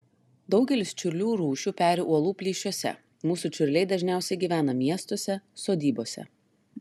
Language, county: Lithuanian, Klaipėda